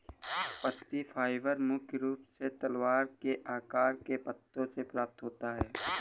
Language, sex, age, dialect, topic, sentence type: Hindi, male, 18-24, Awadhi Bundeli, agriculture, statement